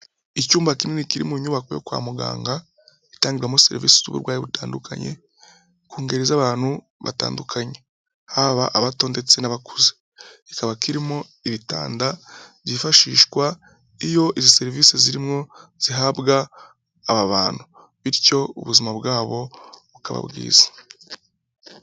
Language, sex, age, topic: Kinyarwanda, male, 25-35, health